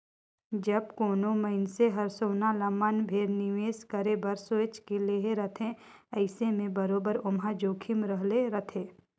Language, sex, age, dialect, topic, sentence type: Chhattisgarhi, female, 18-24, Northern/Bhandar, banking, statement